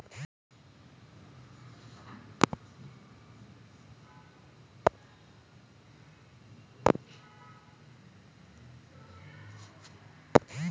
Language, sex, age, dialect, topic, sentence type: Kannada, female, 41-45, Mysore Kannada, banking, statement